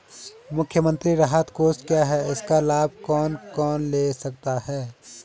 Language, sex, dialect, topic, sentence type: Hindi, male, Garhwali, banking, question